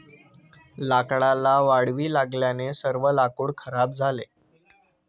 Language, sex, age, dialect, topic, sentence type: Marathi, male, 25-30, Standard Marathi, agriculture, statement